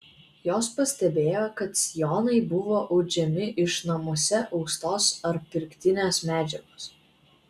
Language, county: Lithuanian, Vilnius